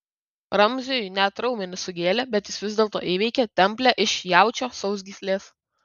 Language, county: Lithuanian, Kaunas